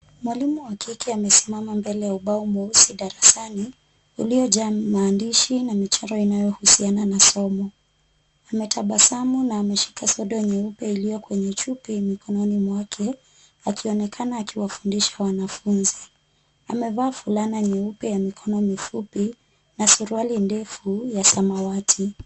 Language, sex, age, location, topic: Swahili, female, 25-35, Kisumu, health